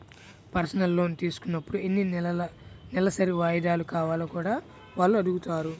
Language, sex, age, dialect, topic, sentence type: Telugu, male, 31-35, Central/Coastal, banking, statement